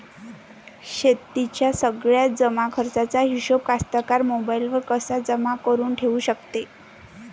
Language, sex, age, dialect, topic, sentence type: Marathi, female, 25-30, Varhadi, agriculture, question